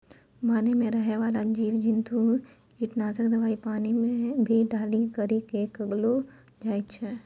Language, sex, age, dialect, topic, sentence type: Maithili, female, 60-100, Angika, agriculture, statement